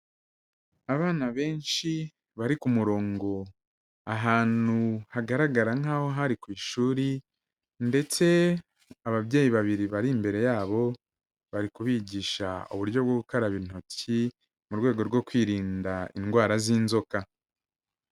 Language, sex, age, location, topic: Kinyarwanda, male, 36-49, Kigali, education